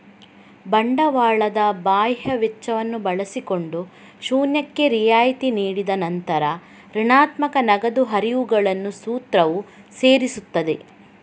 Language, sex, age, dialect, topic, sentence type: Kannada, female, 18-24, Coastal/Dakshin, banking, statement